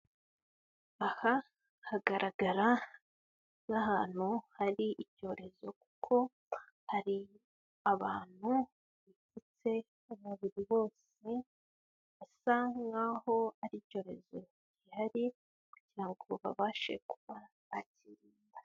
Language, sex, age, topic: Kinyarwanda, female, 18-24, health